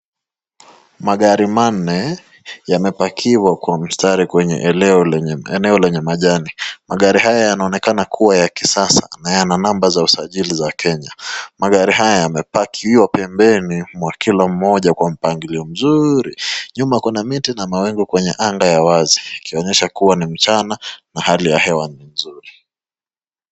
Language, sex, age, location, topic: Swahili, male, 25-35, Nakuru, finance